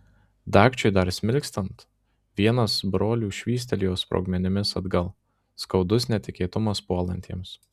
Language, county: Lithuanian, Marijampolė